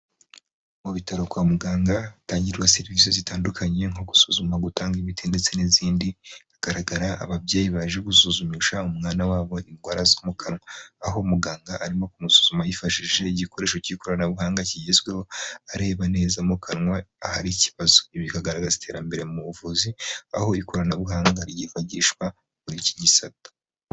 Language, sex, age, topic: Kinyarwanda, male, 18-24, health